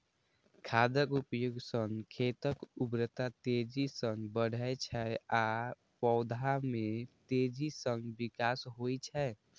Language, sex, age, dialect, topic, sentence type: Maithili, male, 18-24, Eastern / Thethi, agriculture, statement